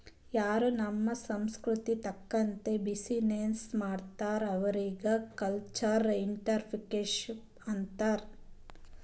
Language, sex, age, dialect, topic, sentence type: Kannada, female, 31-35, Northeastern, banking, statement